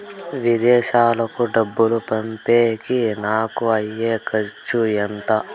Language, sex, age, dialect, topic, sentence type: Telugu, male, 18-24, Southern, banking, question